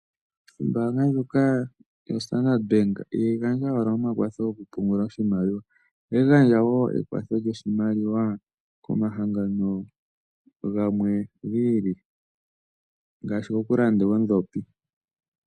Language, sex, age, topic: Oshiwambo, male, 18-24, finance